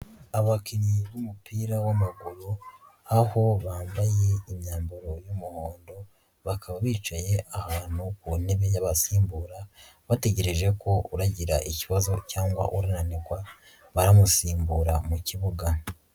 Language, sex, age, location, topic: Kinyarwanda, male, 18-24, Nyagatare, government